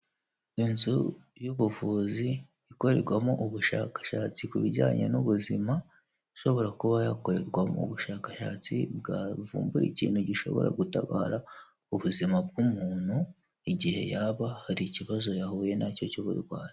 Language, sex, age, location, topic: Kinyarwanda, male, 18-24, Kigali, health